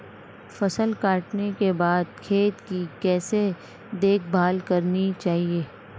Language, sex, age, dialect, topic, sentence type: Hindi, female, 25-30, Marwari Dhudhari, agriculture, question